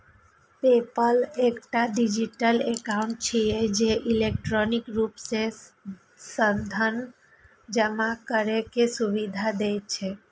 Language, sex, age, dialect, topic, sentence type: Maithili, female, 31-35, Eastern / Thethi, banking, statement